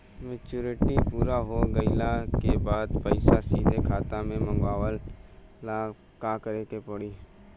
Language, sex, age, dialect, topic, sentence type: Bhojpuri, male, 18-24, Southern / Standard, banking, question